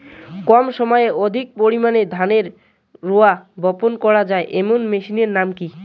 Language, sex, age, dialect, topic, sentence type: Bengali, male, 18-24, Rajbangshi, agriculture, question